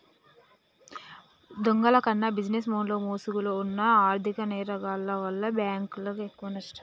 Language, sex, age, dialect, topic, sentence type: Telugu, male, 18-24, Telangana, banking, statement